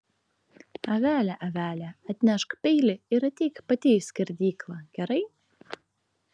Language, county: Lithuanian, Klaipėda